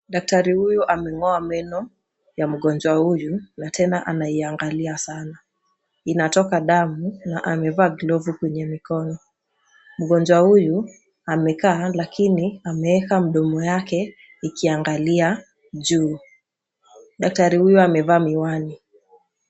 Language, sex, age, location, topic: Swahili, female, 18-24, Nakuru, health